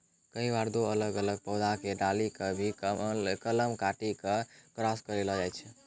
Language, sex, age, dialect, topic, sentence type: Maithili, male, 18-24, Angika, agriculture, statement